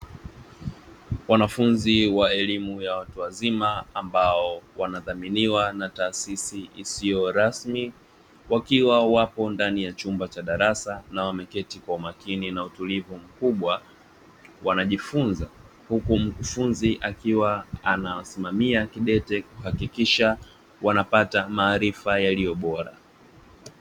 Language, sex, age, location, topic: Swahili, male, 18-24, Dar es Salaam, education